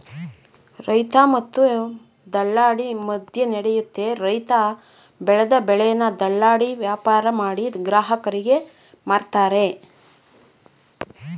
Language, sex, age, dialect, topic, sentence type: Kannada, female, 41-45, Mysore Kannada, agriculture, statement